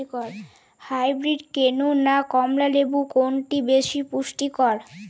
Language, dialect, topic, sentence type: Bengali, Jharkhandi, agriculture, question